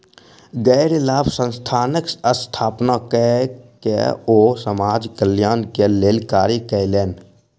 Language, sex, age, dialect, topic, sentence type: Maithili, male, 60-100, Southern/Standard, banking, statement